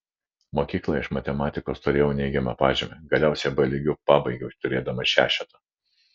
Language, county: Lithuanian, Vilnius